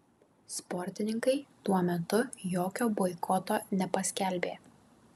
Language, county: Lithuanian, Kaunas